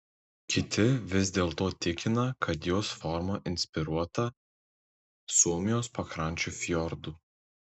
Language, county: Lithuanian, Tauragė